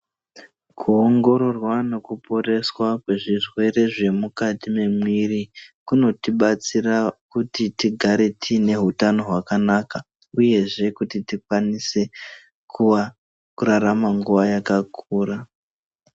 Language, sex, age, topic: Ndau, male, 25-35, health